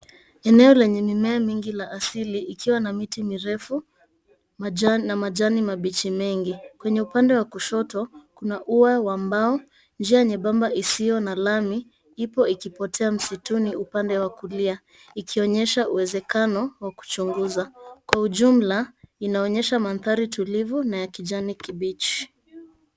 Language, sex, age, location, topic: Swahili, female, 25-35, Mombasa, agriculture